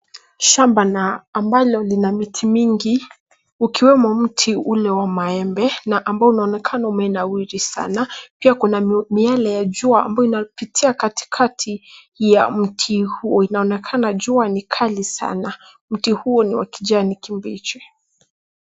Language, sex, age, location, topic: Swahili, female, 18-24, Nairobi, health